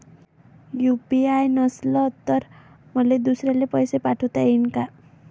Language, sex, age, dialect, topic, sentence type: Marathi, male, 31-35, Varhadi, banking, question